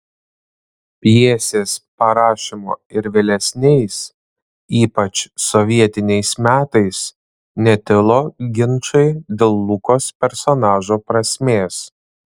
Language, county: Lithuanian, Panevėžys